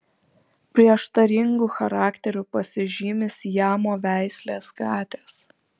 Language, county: Lithuanian, Kaunas